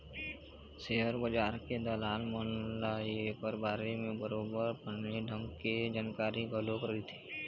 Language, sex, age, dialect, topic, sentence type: Chhattisgarhi, male, 18-24, Eastern, banking, statement